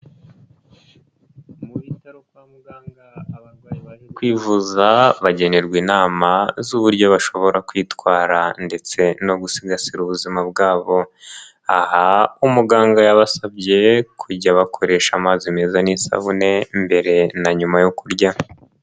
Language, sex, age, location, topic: Kinyarwanda, male, 25-35, Nyagatare, health